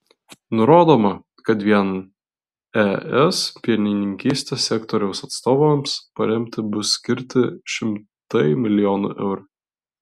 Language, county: Lithuanian, Vilnius